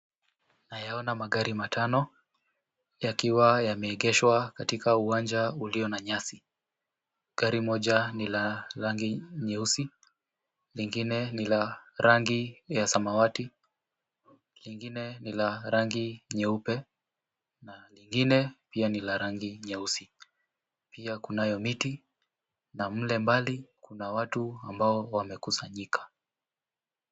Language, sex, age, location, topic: Swahili, male, 18-24, Kisumu, finance